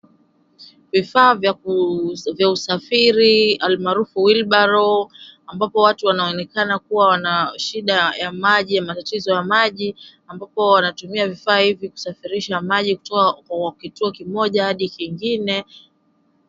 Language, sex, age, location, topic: Swahili, female, 25-35, Mombasa, health